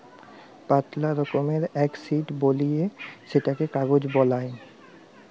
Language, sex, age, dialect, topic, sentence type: Bengali, male, 18-24, Jharkhandi, agriculture, statement